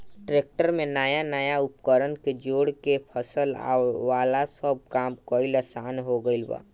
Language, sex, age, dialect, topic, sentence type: Bhojpuri, male, 18-24, Southern / Standard, agriculture, statement